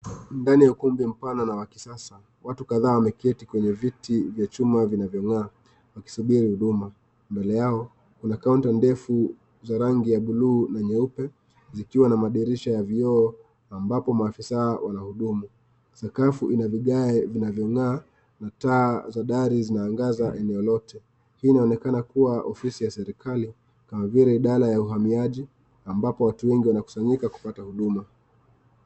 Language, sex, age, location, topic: Swahili, male, 25-35, Nakuru, government